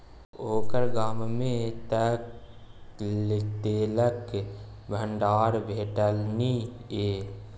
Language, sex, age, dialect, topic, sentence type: Maithili, male, 18-24, Bajjika, banking, statement